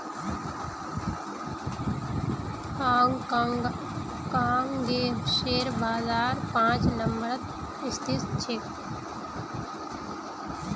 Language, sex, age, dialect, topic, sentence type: Magahi, female, 25-30, Northeastern/Surjapuri, banking, statement